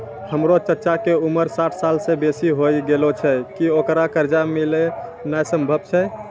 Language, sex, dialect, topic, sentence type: Maithili, male, Angika, banking, statement